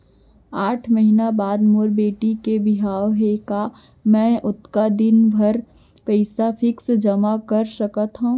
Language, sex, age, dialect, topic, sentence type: Chhattisgarhi, female, 25-30, Central, banking, question